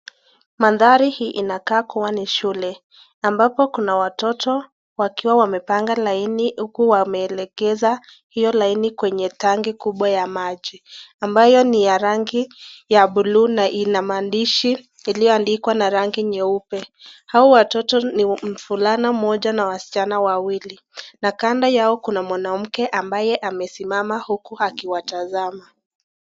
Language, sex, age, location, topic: Swahili, female, 18-24, Nakuru, health